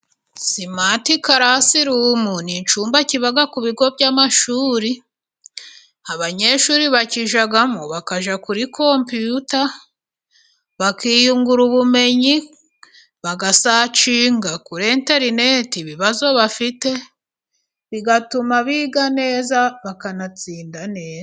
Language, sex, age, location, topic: Kinyarwanda, female, 25-35, Musanze, education